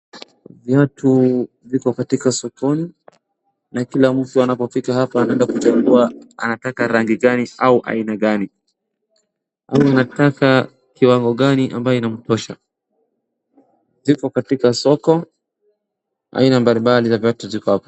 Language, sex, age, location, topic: Swahili, male, 18-24, Wajir, finance